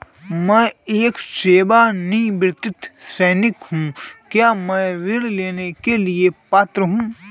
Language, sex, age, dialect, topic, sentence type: Hindi, male, 25-30, Marwari Dhudhari, banking, question